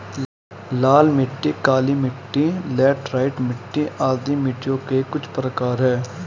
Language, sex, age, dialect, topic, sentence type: Hindi, male, 18-24, Hindustani Malvi Khadi Boli, agriculture, statement